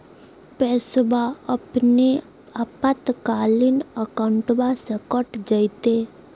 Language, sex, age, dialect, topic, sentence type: Magahi, female, 51-55, Southern, banking, question